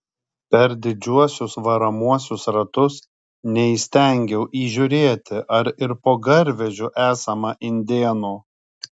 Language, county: Lithuanian, Kaunas